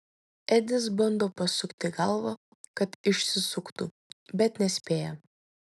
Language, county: Lithuanian, Vilnius